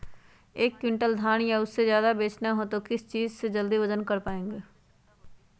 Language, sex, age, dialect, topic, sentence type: Magahi, female, 41-45, Western, agriculture, question